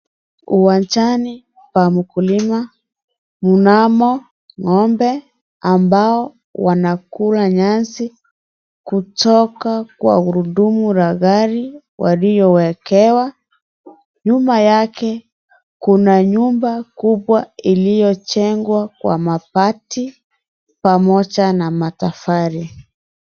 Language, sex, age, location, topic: Swahili, female, 25-35, Kisii, agriculture